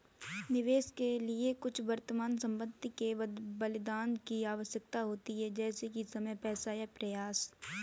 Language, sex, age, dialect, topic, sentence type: Hindi, female, 18-24, Kanauji Braj Bhasha, banking, statement